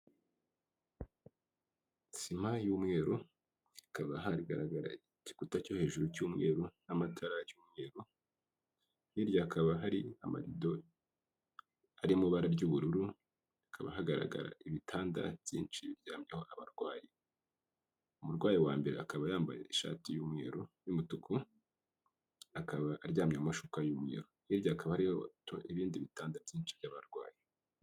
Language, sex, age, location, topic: Kinyarwanda, male, 25-35, Kigali, government